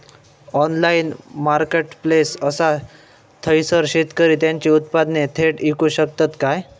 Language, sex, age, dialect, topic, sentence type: Marathi, male, 18-24, Southern Konkan, agriculture, statement